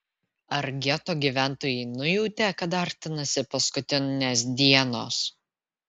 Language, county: Lithuanian, Vilnius